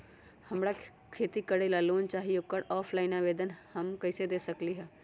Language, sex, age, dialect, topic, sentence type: Magahi, female, 31-35, Western, banking, question